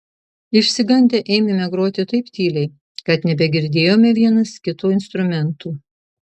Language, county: Lithuanian, Marijampolė